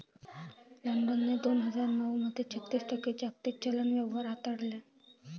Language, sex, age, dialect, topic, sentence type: Marathi, female, 18-24, Varhadi, banking, statement